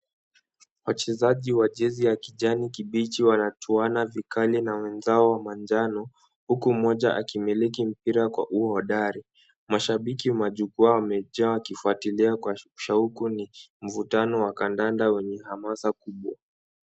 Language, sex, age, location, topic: Swahili, male, 18-24, Kisumu, government